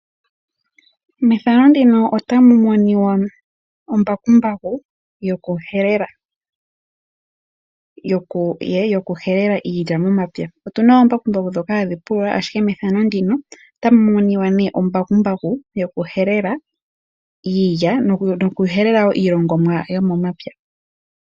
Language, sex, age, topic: Oshiwambo, female, 18-24, agriculture